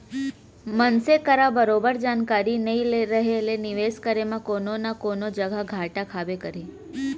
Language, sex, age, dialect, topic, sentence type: Chhattisgarhi, female, 18-24, Central, banking, statement